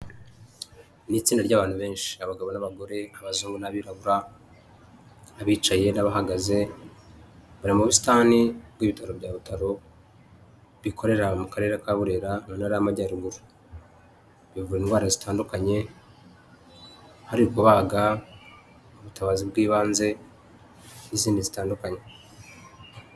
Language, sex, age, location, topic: Kinyarwanda, male, 36-49, Huye, health